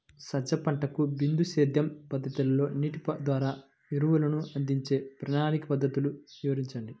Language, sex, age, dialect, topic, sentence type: Telugu, male, 25-30, Central/Coastal, agriculture, question